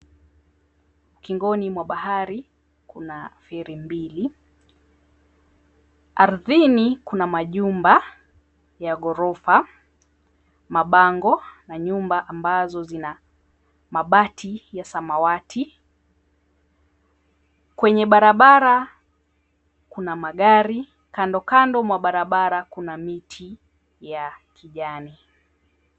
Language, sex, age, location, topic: Swahili, female, 25-35, Mombasa, government